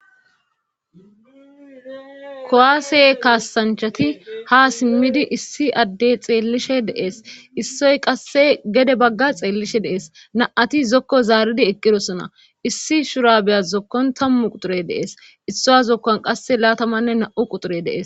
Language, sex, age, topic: Gamo, female, 25-35, government